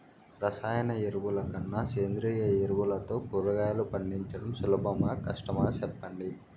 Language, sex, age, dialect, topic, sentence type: Telugu, male, 41-45, Southern, agriculture, question